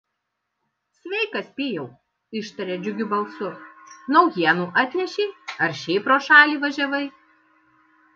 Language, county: Lithuanian, Kaunas